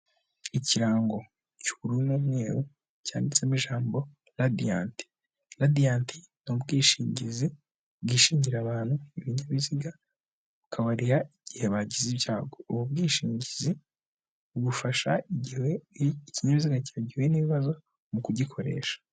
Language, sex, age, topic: Kinyarwanda, male, 18-24, finance